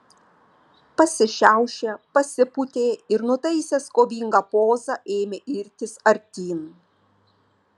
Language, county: Lithuanian, Vilnius